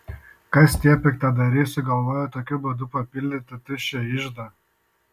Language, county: Lithuanian, Šiauliai